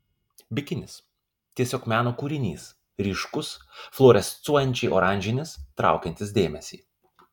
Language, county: Lithuanian, Kaunas